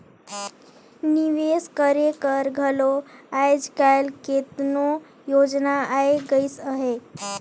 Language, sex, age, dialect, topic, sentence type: Chhattisgarhi, female, 18-24, Northern/Bhandar, banking, statement